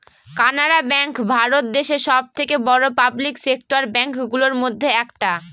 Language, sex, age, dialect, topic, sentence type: Bengali, female, 36-40, Northern/Varendri, banking, statement